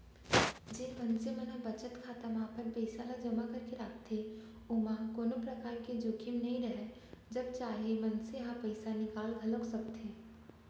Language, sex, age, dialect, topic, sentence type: Chhattisgarhi, female, 31-35, Central, banking, statement